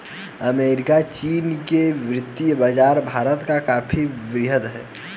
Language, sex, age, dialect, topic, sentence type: Hindi, male, 18-24, Hindustani Malvi Khadi Boli, banking, statement